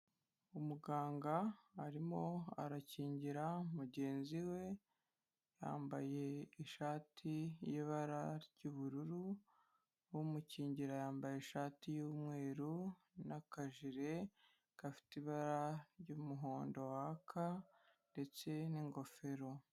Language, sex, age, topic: Kinyarwanda, female, 25-35, health